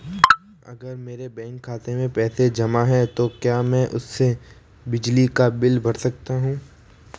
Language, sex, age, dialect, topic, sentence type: Hindi, male, 18-24, Marwari Dhudhari, banking, question